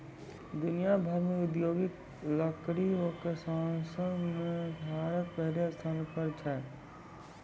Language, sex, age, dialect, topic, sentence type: Maithili, male, 18-24, Angika, agriculture, statement